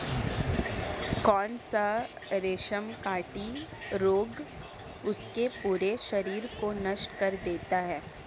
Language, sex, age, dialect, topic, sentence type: Hindi, female, 18-24, Marwari Dhudhari, agriculture, statement